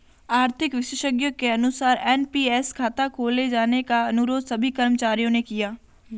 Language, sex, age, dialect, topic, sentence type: Hindi, female, 18-24, Marwari Dhudhari, banking, statement